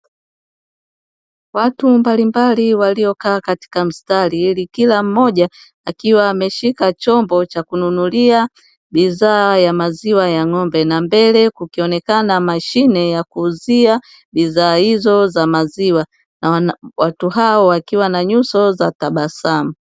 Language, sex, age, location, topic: Swahili, female, 25-35, Dar es Salaam, finance